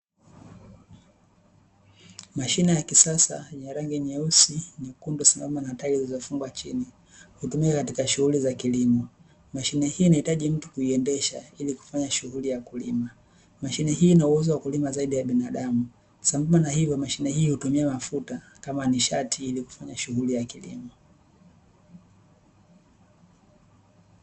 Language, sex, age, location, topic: Swahili, male, 18-24, Dar es Salaam, agriculture